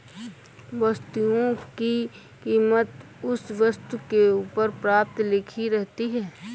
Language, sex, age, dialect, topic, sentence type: Hindi, female, 25-30, Awadhi Bundeli, banking, statement